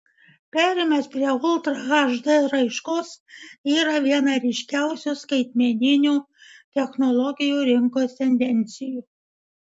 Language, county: Lithuanian, Vilnius